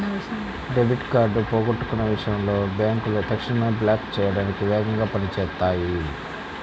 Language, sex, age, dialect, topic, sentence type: Telugu, male, 25-30, Central/Coastal, banking, statement